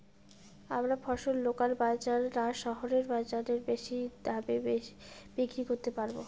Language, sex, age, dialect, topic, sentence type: Bengali, female, 18-24, Rajbangshi, agriculture, question